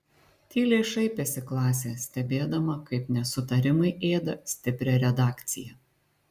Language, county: Lithuanian, Šiauliai